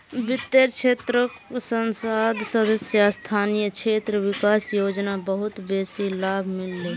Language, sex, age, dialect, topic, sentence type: Magahi, male, 25-30, Northeastern/Surjapuri, banking, statement